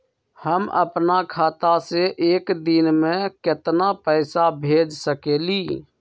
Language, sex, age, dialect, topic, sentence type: Magahi, male, 25-30, Western, banking, question